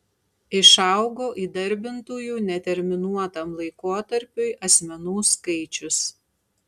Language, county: Lithuanian, Tauragė